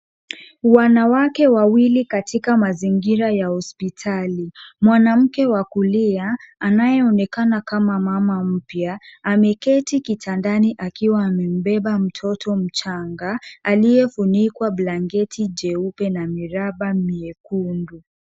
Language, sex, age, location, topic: Swahili, female, 50+, Kisumu, health